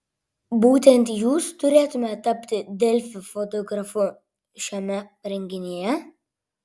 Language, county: Lithuanian, Vilnius